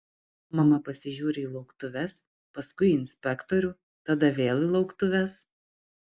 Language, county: Lithuanian, Utena